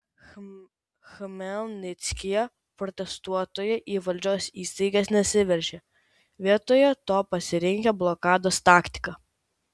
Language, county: Lithuanian, Kaunas